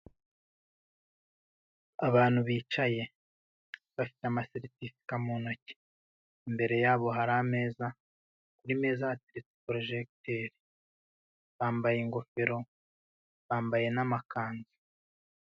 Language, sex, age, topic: Kinyarwanda, male, 25-35, education